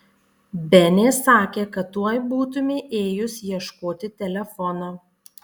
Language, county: Lithuanian, Panevėžys